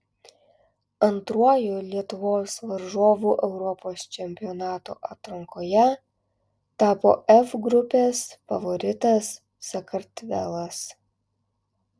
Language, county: Lithuanian, Alytus